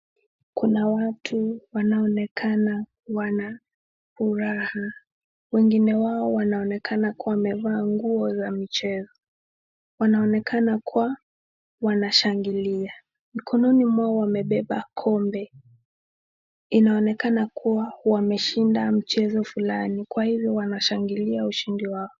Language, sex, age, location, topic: Swahili, female, 18-24, Nakuru, government